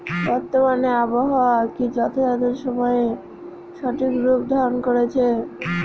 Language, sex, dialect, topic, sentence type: Bengali, female, Northern/Varendri, agriculture, question